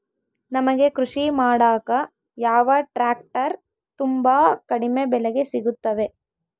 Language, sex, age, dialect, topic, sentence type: Kannada, female, 18-24, Central, agriculture, question